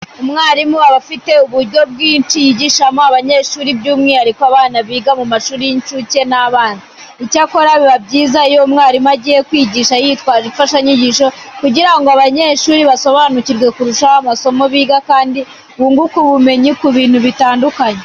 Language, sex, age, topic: Kinyarwanda, female, 18-24, education